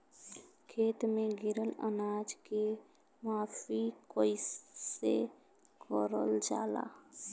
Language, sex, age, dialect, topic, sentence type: Bhojpuri, female, 25-30, Western, agriculture, question